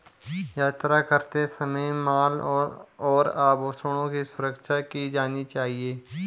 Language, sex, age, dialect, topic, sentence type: Hindi, male, 25-30, Garhwali, banking, statement